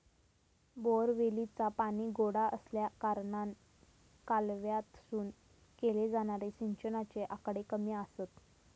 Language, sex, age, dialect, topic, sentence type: Marathi, female, 18-24, Southern Konkan, agriculture, statement